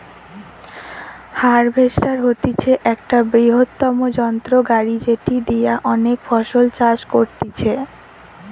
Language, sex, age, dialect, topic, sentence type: Bengali, female, 18-24, Western, agriculture, statement